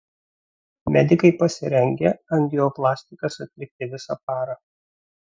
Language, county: Lithuanian, Vilnius